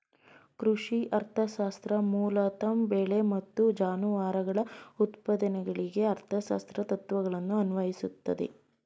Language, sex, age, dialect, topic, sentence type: Kannada, female, 18-24, Mysore Kannada, agriculture, statement